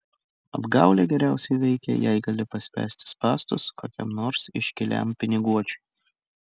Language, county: Lithuanian, Utena